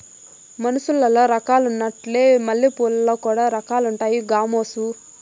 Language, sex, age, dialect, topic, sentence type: Telugu, female, 51-55, Southern, agriculture, statement